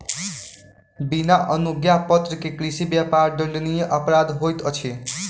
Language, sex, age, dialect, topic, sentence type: Maithili, male, 18-24, Southern/Standard, agriculture, statement